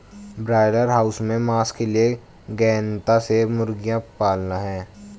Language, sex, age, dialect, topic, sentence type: Hindi, male, 18-24, Hindustani Malvi Khadi Boli, agriculture, statement